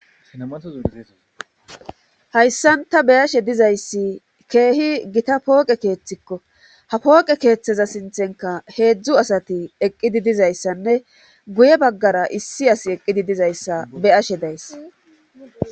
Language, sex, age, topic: Gamo, female, 36-49, government